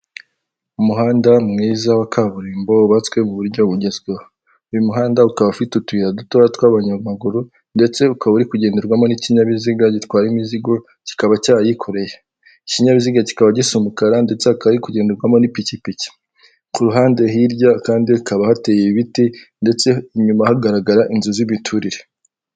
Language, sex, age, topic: Kinyarwanda, male, 18-24, government